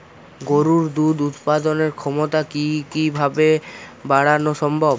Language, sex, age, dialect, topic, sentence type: Bengali, male, 18-24, Jharkhandi, agriculture, question